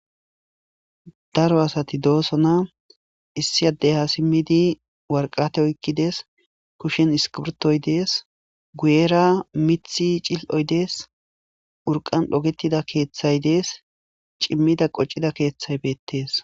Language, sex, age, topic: Gamo, male, 18-24, government